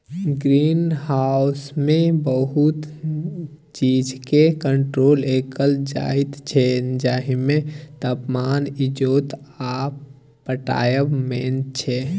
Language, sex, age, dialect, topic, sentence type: Maithili, male, 18-24, Bajjika, agriculture, statement